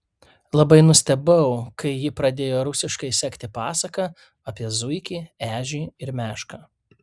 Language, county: Lithuanian, Kaunas